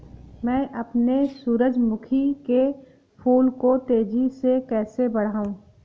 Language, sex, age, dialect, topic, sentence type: Hindi, female, 18-24, Awadhi Bundeli, agriculture, question